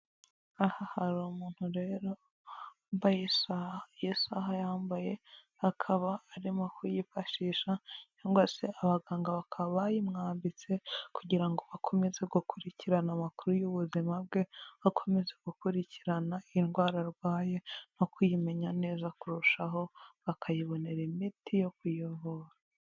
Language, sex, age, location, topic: Kinyarwanda, female, 25-35, Huye, health